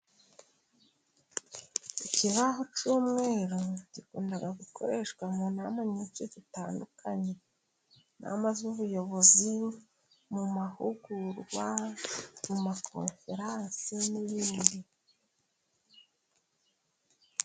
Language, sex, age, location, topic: Kinyarwanda, female, 36-49, Musanze, government